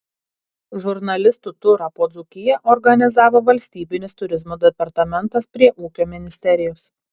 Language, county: Lithuanian, Kaunas